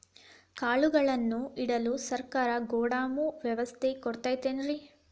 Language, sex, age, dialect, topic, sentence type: Kannada, female, 18-24, Dharwad Kannada, agriculture, question